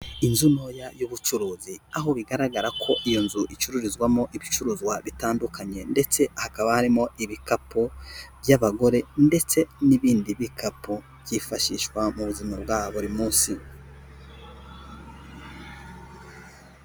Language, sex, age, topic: Kinyarwanda, male, 18-24, finance